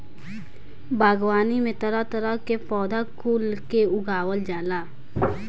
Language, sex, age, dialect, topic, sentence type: Bhojpuri, female, 18-24, Northern, agriculture, statement